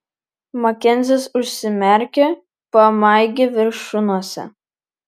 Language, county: Lithuanian, Vilnius